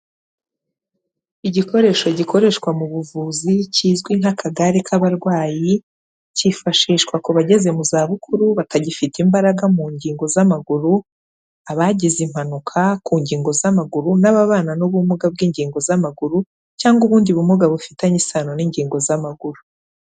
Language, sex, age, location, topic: Kinyarwanda, female, 36-49, Kigali, health